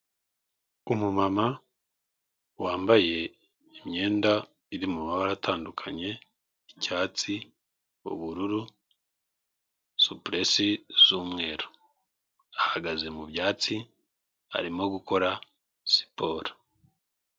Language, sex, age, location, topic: Kinyarwanda, male, 36-49, Kigali, health